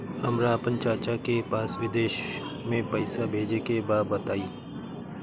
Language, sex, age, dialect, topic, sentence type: Bhojpuri, male, 31-35, Northern, banking, question